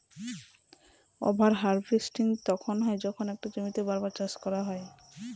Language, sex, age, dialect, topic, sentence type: Bengali, female, 25-30, Northern/Varendri, agriculture, statement